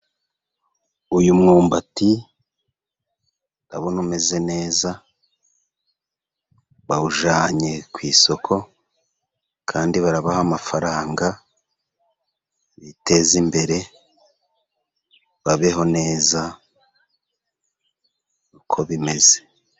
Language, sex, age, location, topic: Kinyarwanda, male, 36-49, Musanze, agriculture